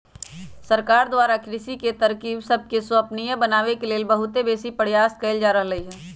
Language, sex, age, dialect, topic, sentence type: Magahi, female, 41-45, Western, agriculture, statement